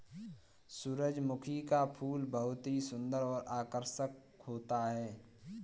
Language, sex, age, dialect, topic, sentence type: Hindi, female, 18-24, Kanauji Braj Bhasha, agriculture, statement